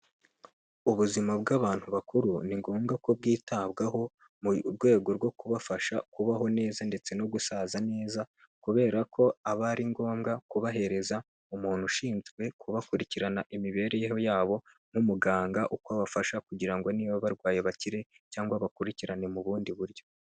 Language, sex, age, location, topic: Kinyarwanda, male, 18-24, Kigali, health